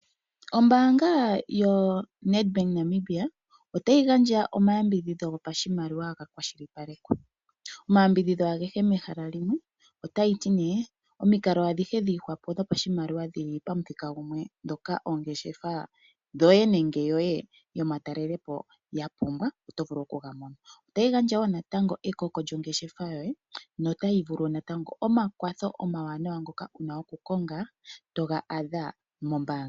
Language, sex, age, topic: Oshiwambo, female, 25-35, finance